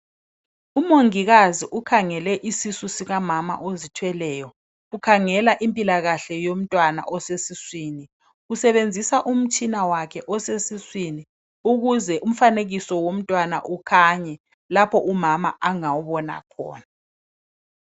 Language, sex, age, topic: North Ndebele, male, 36-49, health